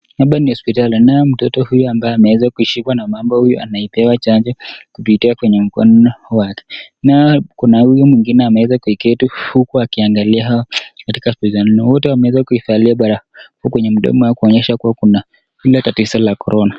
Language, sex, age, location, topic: Swahili, male, 25-35, Nakuru, health